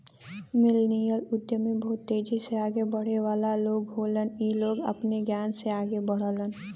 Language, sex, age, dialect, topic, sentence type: Bhojpuri, female, 18-24, Western, banking, statement